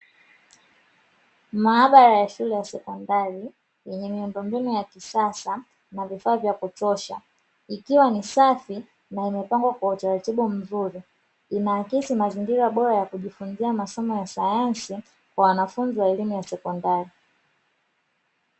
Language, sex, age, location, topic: Swahili, female, 25-35, Dar es Salaam, education